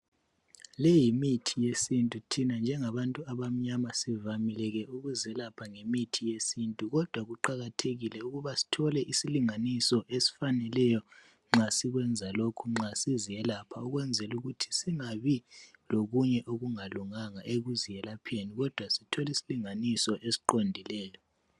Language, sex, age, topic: North Ndebele, male, 18-24, health